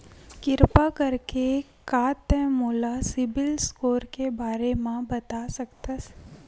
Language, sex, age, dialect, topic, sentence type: Chhattisgarhi, female, 60-100, Western/Budati/Khatahi, banking, statement